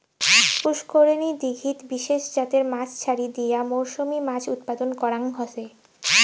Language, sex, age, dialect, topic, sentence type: Bengali, female, 18-24, Rajbangshi, agriculture, statement